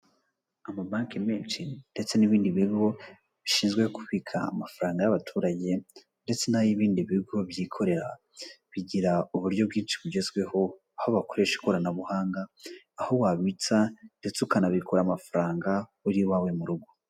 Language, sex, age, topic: Kinyarwanda, female, 25-35, finance